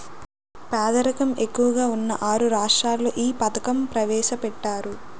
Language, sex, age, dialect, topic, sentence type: Telugu, female, 18-24, Utterandhra, banking, statement